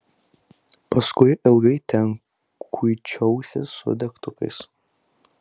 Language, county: Lithuanian, Telšiai